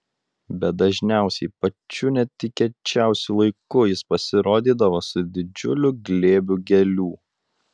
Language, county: Lithuanian, Utena